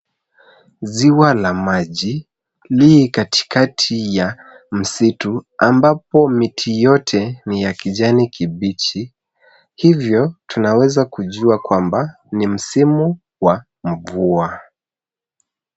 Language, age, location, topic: Swahili, 25-35, Nairobi, government